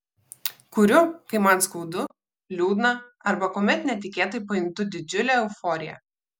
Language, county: Lithuanian, Vilnius